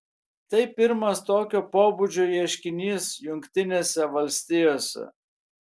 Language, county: Lithuanian, Kaunas